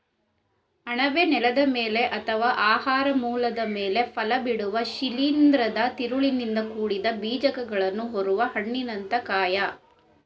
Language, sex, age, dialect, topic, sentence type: Kannada, female, 36-40, Mysore Kannada, agriculture, statement